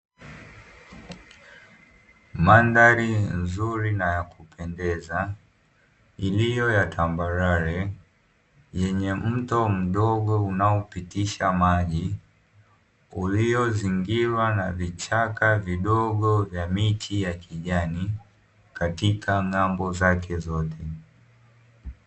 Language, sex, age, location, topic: Swahili, male, 18-24, Dar es Salaam, agriculture